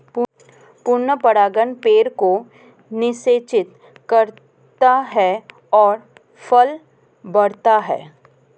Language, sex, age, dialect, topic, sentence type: Hindi, female, 31-35, Marwari Dhudhari, agriculture, statement